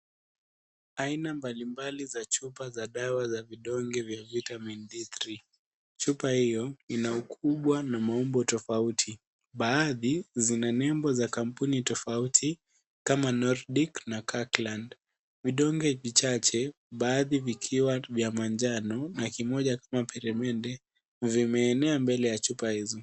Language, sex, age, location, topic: Swahili, male, 18-24, Kisii, health